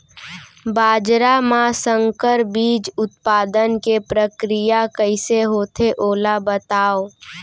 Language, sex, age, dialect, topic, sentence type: Chhattisgarhi, female, 18-24, Central, agriculture, question